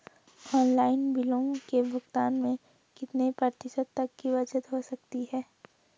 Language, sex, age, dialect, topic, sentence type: Hindi, female, 18-24, Garhwali, banking, question